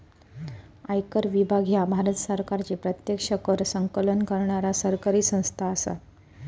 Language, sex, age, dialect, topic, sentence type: Marathi, female, 31-35, Southern Konkan, banking, statement